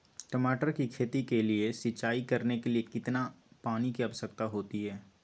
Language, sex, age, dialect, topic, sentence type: Magahi, male, 18-24, Western, agriculture, question